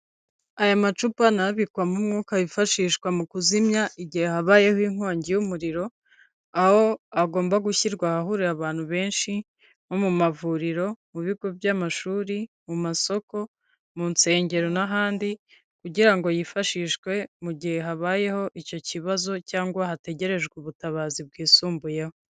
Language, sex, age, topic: Kinyarwanda, female, 25-35, government